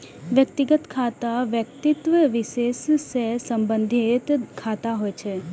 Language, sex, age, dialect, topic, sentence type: Maithili, female, 18-24, Eastern / Thethi, banking, statement